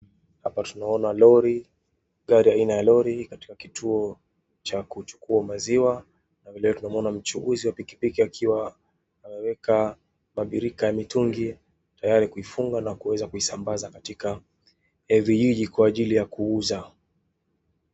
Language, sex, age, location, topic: Swahili, male, 25-35, Wajir, agriculture